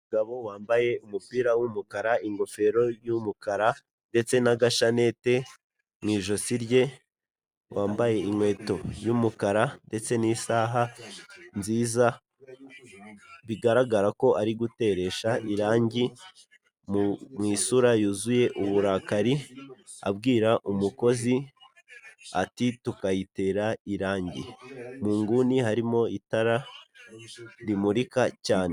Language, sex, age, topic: Kinyarwanda, male, 18-24, finance